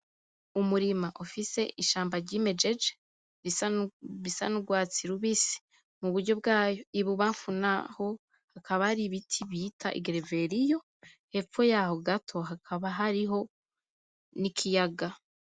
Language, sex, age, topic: Rundi, female, 25-35, agriculture